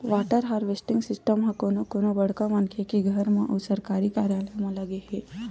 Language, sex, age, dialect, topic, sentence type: Chhattisgarhi, female, 18-24, Western/Budati/Khatahi, agriculture, statement